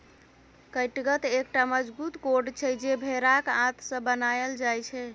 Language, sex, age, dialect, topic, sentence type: Maithili, female, 18-24, Bajjika, agriculture, statement